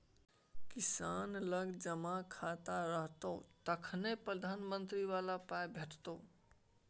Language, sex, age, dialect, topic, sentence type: Maithili, male, 18-24, Bajjika, banking, statement